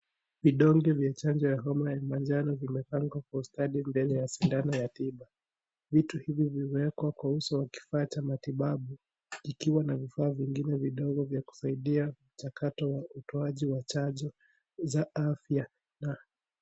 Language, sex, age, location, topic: Swahili, male, 18-24, Kisii, health